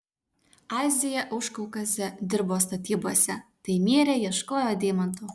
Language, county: Lithuanian, Utena